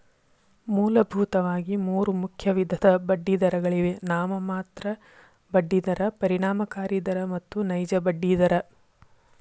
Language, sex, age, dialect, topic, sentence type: Kannada, female, 51-55, Dharwad Kannada, banking, statement